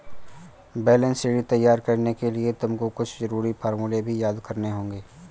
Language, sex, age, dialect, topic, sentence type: Hindi, male, 31-35, Awadhi Bundeli, banking, statement